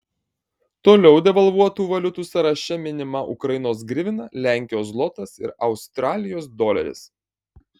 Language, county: Lithuanian, Marijampolė